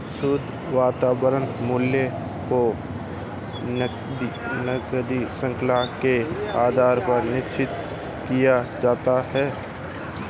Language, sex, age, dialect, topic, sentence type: Hindi, male, 25-30, Marwari Dhudhari, banking, statement